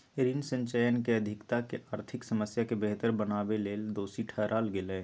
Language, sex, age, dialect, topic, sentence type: Magahi, male, 18-24, Southern, banking, statement